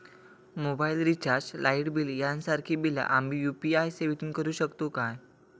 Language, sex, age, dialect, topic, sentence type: Marathi, male, 18-24, Southern Konkan, banking, question